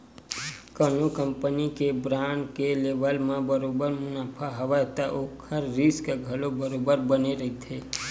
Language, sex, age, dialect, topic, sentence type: Chhattisgarhi, male, 18-24, Western/Budati/Khatahi, banking, statement